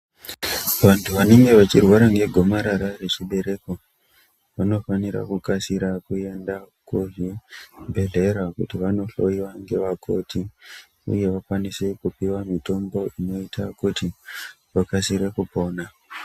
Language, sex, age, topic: Ndau, female, 50+, health